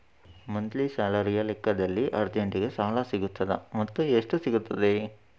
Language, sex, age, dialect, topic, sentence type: Kannada, male, 41-45, Coastal/Dakshin, banking, question